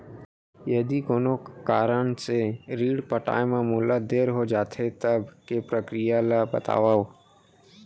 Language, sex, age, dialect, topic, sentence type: Chhattisgarhi, male, 18-24, Central, banking, question